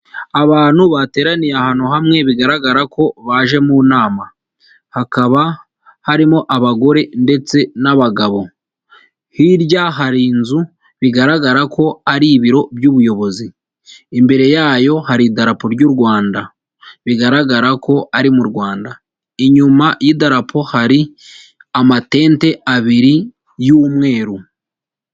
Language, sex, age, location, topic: Kinyarwanda, male, 25-35, Huye, health